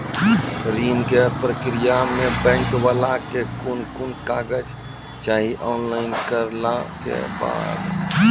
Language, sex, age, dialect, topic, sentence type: Maithili, male, 46-50, Angika, banking, question